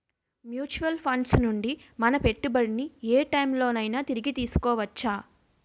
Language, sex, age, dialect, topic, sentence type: Telugu, female, 25-30, Utterandhra, banking, question